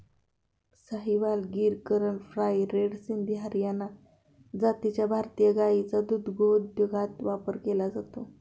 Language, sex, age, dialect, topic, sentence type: Marathi, female, 25-30, Standard Marathi, agriculture, statement